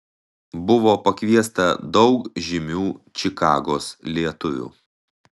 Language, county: Lithuanian, Telšiai